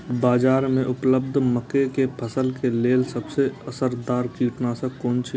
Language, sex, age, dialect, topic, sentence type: Maithili, male, 18-24, Eastern / Thethi, agriculture, question